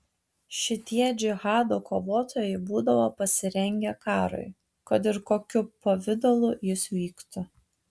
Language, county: Lithuanian, Tauragė